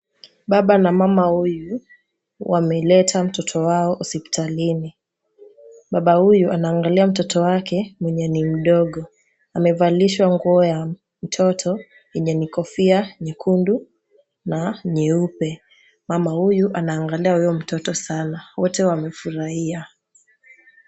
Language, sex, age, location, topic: Swahili, female, 18-24, Nakuru, health